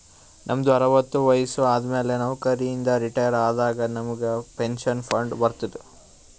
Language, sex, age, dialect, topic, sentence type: Kannada, male, 18-24, Northeastern, banking, statement